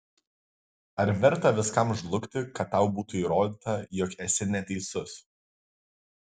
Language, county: Lithuanian, Kaunas